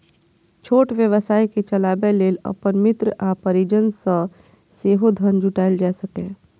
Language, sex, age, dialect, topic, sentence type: Maithili, female, 25-30, Eastern / Thethi, banking, statement